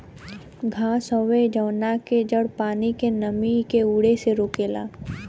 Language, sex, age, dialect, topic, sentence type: Bhojpuri, female, 18-24, Western, agriculture, statement